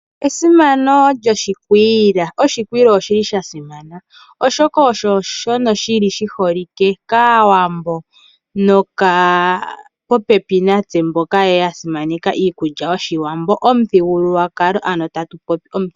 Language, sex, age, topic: Oshiwambo, female, 25-35, agriculture